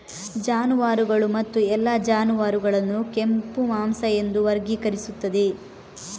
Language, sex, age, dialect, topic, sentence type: Kannada, female, 18-24, Coastal/Dakshin, agriculture, statement